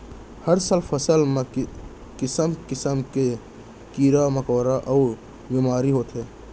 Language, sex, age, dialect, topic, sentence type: Chhattisgarhi, male, 60-100, Central, agriculture, statement